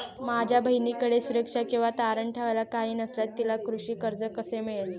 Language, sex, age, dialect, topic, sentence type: Marathi, female, 18-24, Standard Marathi, agriculture, statement